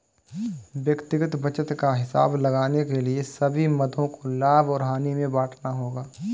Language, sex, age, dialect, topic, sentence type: Hindi, male, 18-24, Awadhi Bundeli, banking, statement